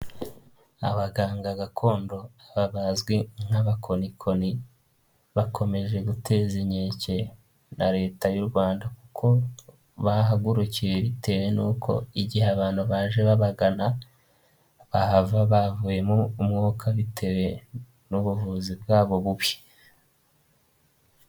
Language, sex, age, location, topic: Kinyarwanda, male, 18-24, Huye, health